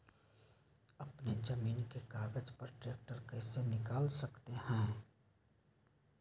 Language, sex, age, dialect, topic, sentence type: Magahi, male, 56-60, Western, agriculture, question